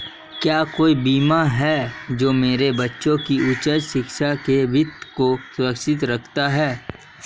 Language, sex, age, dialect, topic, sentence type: Hindi, male, 18-24, Marwari Dhudhari, banking, question